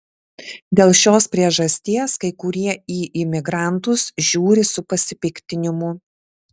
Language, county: Lithuanian, Vilnius